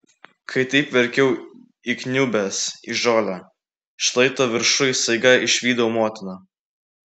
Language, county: Lithuanian, Klaipėda